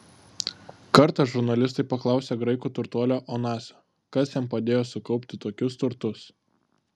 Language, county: Lithuanian, Klaipėda